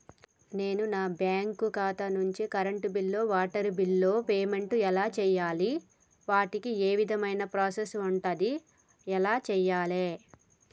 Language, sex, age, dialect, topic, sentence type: Telugu, female, 31-35, Telangana, banking, question